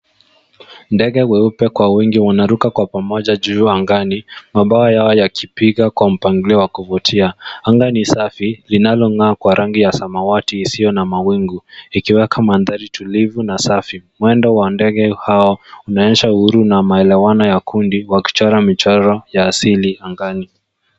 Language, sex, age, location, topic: Swahili, male, 18-24, Nairobi, government